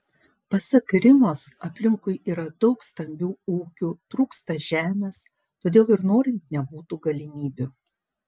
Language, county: Lithuanian, Panevėžys